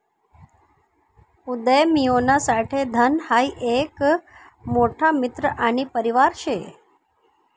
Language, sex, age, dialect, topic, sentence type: Marathi, female, 51-55, Northern Konkan, banking, statement